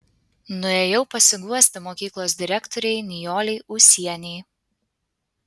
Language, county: Lithuanian, Panevėžys